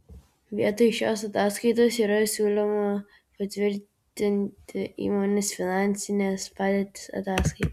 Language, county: Lithuanian, Vilnius